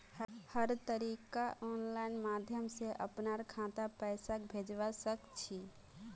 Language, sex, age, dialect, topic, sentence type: Magahi, female, 18-24, Northeastern/Surjapuri, banking, statement